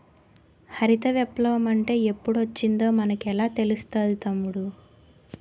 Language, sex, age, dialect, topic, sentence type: Telugu, female, 18-24, Utterandhra, agriculture, statement